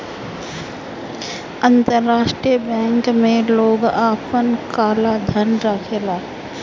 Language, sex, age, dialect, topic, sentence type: Bhojpuri, female, 31-35, Northern, banking, statement